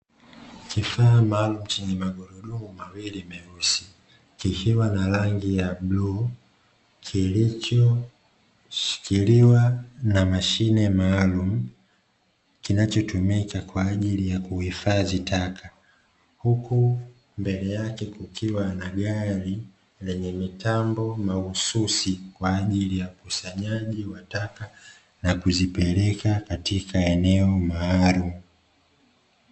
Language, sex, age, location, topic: Swahili, male, 25-35, Dar es Salaam, government